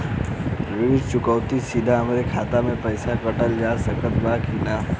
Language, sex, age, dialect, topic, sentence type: Bhojpuri, male, 18-24, Western, banking, question